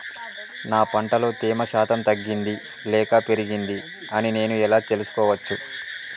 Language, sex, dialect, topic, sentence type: Telugu, male, Telangana, agriculture, question